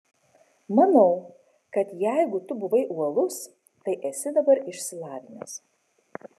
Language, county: Lithuanian, Kaunas